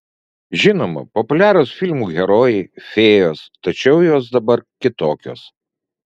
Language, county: Lithuanian, Vilnius